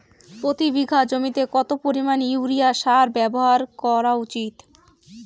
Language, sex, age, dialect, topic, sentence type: Bengali, female, <18, Rajbangshi, agriculture, question